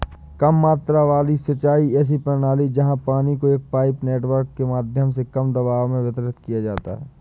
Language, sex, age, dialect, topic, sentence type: Hindi, male, 25-30, Awadhi Bundeli, agriculture, statement